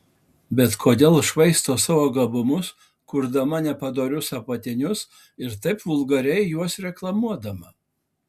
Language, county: Lithuanian, Alytus